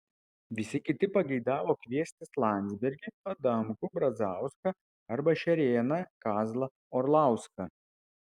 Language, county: Lithuanian, Vilnius